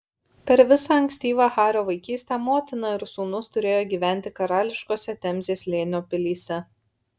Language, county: Lithuanian, Kaunas